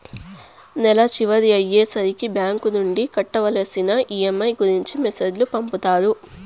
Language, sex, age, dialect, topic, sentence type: Telugu, female, 18-24, Southern, banking, statement